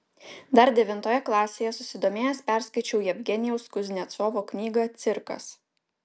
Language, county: Lithuanian, Utena